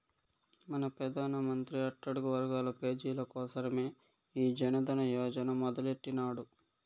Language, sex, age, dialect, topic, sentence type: Telugu, male, 18-24, Southern, banking, statement